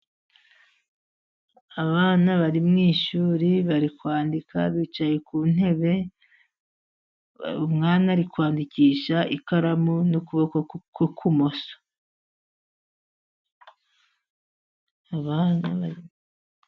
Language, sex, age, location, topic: Kinyarwanda, male, 50+, Musanze, education